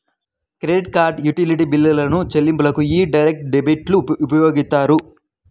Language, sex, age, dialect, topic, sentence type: Telugu, male, 18-24, Central/Coastal, banking, statement